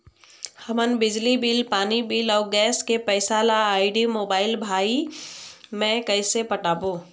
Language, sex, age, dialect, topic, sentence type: Chhattisgarhi, female, 25-30, Eastern, banking, question